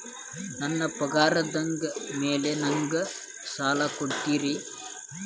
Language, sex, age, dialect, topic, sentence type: Kannada, male, 18-24, Dharwad Kannada, banking, question